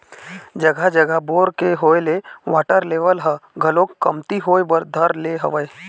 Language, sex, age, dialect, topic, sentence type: Chhattisgarhi, male, 18-24, Eastern, agriculture, statement